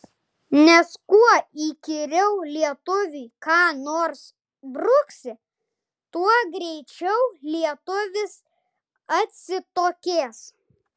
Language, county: Lithuanian, Vilnius